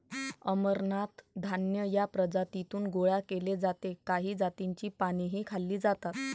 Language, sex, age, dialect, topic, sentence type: Marathi, female, 25-30, Varhadi, agriculture, statement